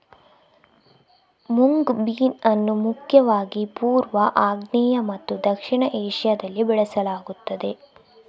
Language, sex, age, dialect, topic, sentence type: Kannada, female, 25-30, Coastal/Dakshin, agriculture, statement